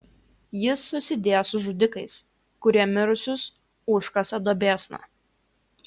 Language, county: Lithuanian, Kaunas